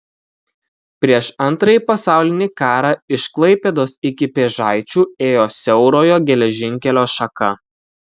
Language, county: Lithuanian, Kaunas